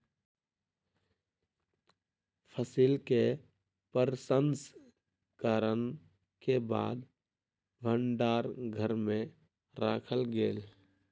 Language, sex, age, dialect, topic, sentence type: Maithili, male, 18-24, Southern/Standard, agriculture, statement